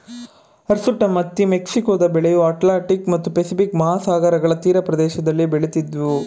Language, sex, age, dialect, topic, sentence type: Kannada, male, 18-24, Mysore Kannada, agriculture, statement